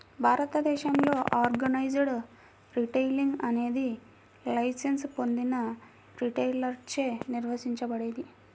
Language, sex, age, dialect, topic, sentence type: Telugu, female, 56-60, Central/Coastal, agriculture, statement